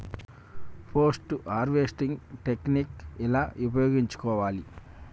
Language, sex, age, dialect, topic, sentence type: Telugu, male, 25-30, Telangana, agriculture, question